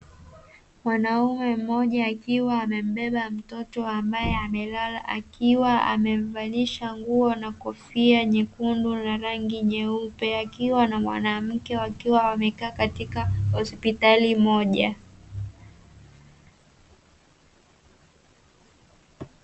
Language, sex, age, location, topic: Swahili, female, 18-24, Dar es Salaam, health